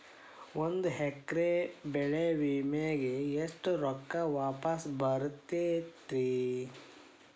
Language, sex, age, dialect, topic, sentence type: Kannada, male, 31-35, Dharwad Kannada, agriculture, question